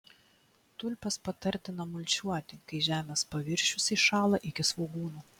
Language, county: Lithuanian, Klaipėda